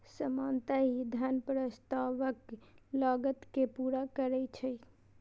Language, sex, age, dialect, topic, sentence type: Maithili, female, 18-24, Eastern / Thethi, banking, statement